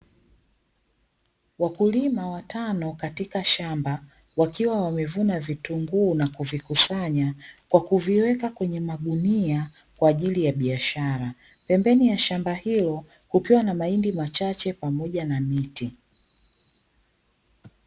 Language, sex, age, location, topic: Swahili, female, 25-35, Dar es Salaam, agriculture